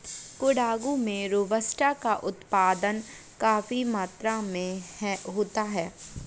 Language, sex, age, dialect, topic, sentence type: Hindi, female, 60-100, Awadhi Bundeli, agriculture, statement